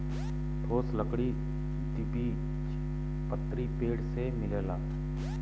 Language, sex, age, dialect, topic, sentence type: Bhojpuri, male, 36-40, Western, agriculture, statement